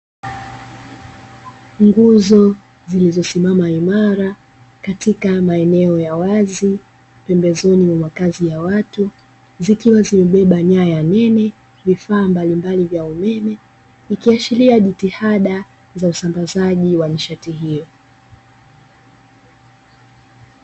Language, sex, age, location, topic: Swahili, female, 18-24, Dar es Salaam, government